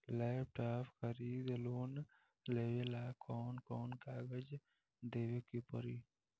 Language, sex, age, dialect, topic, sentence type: Bhojpuri, female, 18-24, Southern / Standard, banking, question